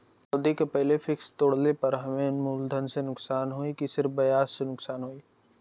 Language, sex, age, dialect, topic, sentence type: Bhojpuri, male, 18-24, Western, banking, question